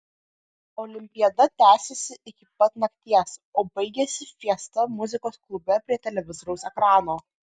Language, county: Lithuanian, Klaipėda